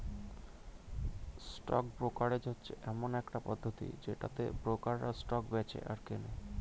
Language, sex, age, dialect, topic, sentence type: Bengali, male, 18-24, Standard Colloquial, banking, statement